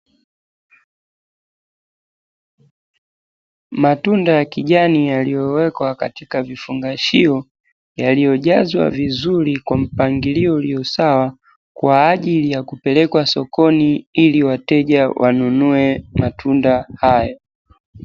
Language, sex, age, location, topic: Swahili, male, 18-24, Dar es Salaam, agriculture